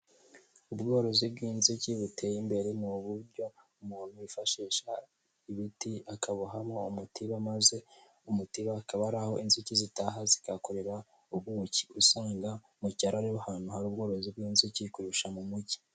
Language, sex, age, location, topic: Kinyarwanda, male, 18-24, Huye, agriculture